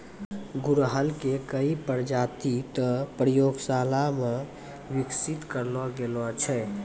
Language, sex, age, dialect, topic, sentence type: Maithili, male, 18-24, Angika, agriculture, statement